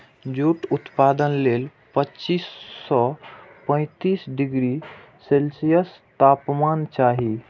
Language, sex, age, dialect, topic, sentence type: Maithili, male, 18-24, Eastern / Thethi, agriculture, statement